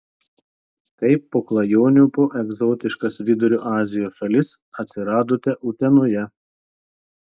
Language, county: Lithuanian, Telšiai